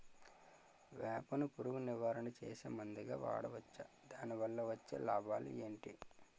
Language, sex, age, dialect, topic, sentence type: Telugu, male, 25-30, Utterandhra, agriculture, question